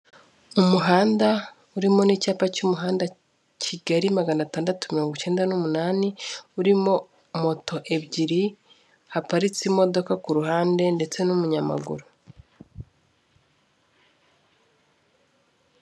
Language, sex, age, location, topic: Kinyarwanda, female, 25-35, Kigali, government